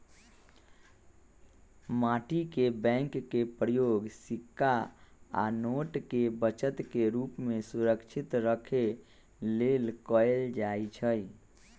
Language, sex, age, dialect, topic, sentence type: Magahi, male, 41-45, Western, banking, statement